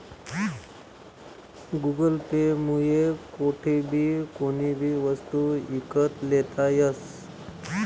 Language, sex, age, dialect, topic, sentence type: Marathi, male, 25-30, Northern Konkan, banking, statement